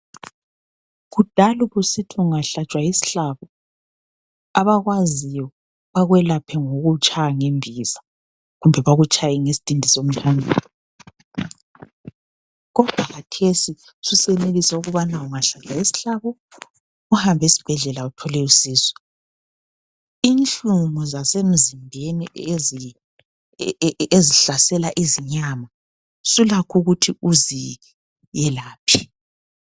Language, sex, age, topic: North Ndebele, female, 25-35, health